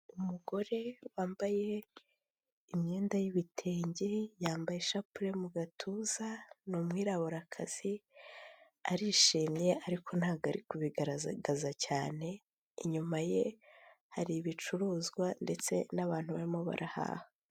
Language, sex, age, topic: Kinyarwanda, female, 18-24, health